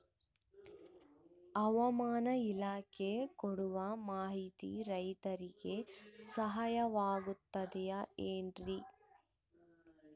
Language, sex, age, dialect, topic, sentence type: Kannada, female, 18-24, Central, agriculture, question